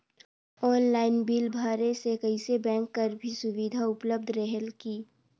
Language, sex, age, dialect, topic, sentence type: Chhattisgarhi, female, 18-24, Northern/Bhandar, banking, question